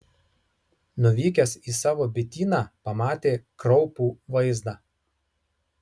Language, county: Lithuanian, Marijampolė